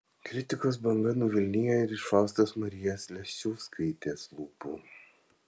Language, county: Lithuanian, Vilnius